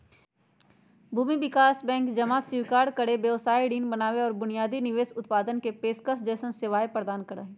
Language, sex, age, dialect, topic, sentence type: Magahi, female, 56-60, Western, banking, statement